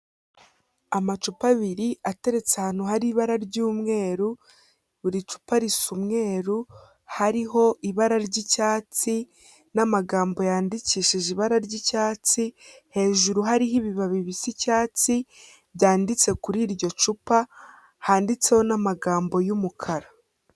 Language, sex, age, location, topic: Kinyarwanda, female, 18-24, Kigali, health